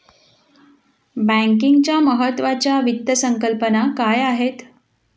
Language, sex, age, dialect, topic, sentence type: Marathi, female, 41-45, Standard Marathi, banking, statement